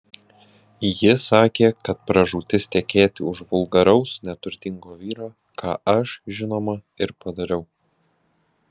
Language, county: Lithuanian, Alytus